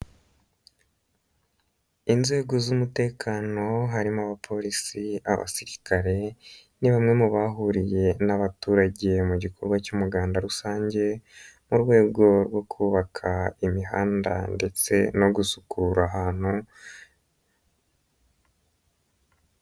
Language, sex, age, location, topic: Kinyarwanda, male, 25-35, Nyagatare, government